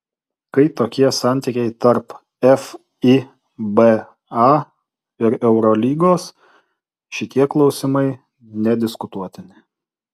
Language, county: Lithuanian, Utena